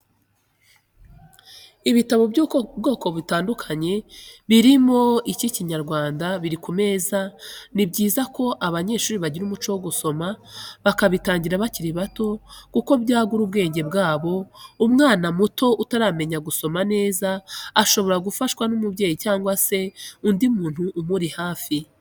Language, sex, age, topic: Kinyarwanda, female, 25-35, education